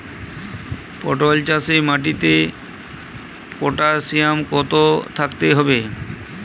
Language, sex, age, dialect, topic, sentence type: Bengali, female, 18-24, Jharkhandi, agriculture, question